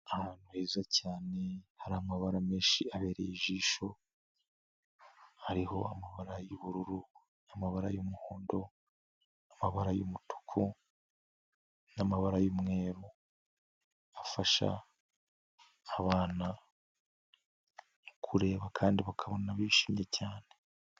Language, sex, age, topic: Kinyarwanda, male, 25-35, education